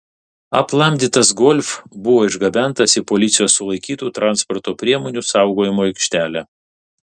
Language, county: Lithuanian, Vilnius